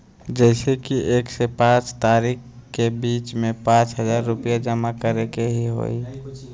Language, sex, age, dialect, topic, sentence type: Magahi, male, 25-30, Western, banking, question